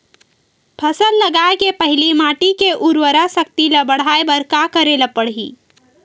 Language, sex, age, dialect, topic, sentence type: Chhattisgarhi, female, 18-24, Western/Budati/Khatahi, agriculture, question